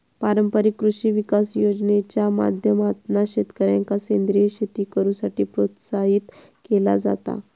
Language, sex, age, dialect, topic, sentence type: Marathi, female, 31-35, Southern Konkan, agriculture, statement